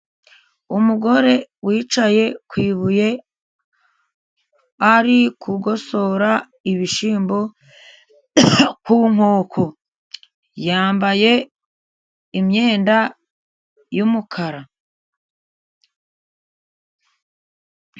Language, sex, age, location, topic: Kinyarwanda, female, 50+, Musanze, agriculture